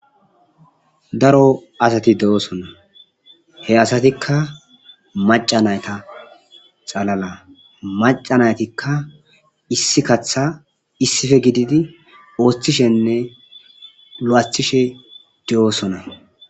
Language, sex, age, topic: Gamo, male, 25-35, agriculture